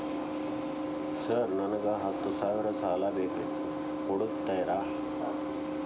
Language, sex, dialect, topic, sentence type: Kannada, male, Dharwad Kannada, banking, question